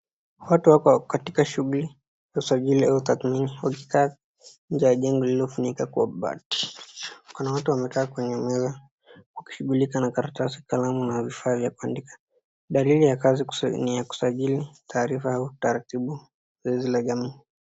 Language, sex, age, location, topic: Swahili, female, 36-49, Nakuru, government